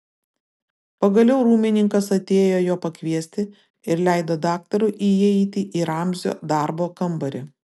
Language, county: Lithuanian, Vilnius